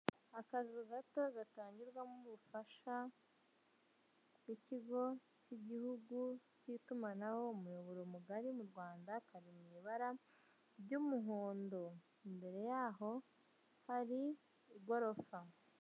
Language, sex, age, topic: Kinyarwanda, female, 25-35, finance